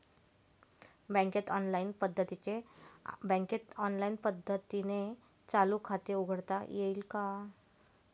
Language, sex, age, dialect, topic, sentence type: Marathi, female, 36-40, Northern Konkan, banking, question